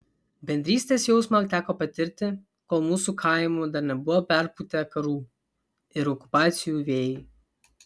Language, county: Lithuanian, Vilnius